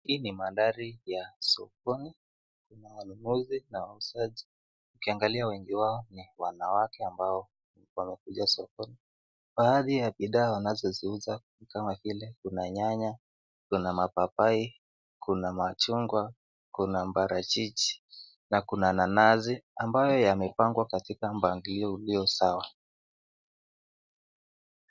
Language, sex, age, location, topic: Swahili, male, 18-24, Nakuru, finance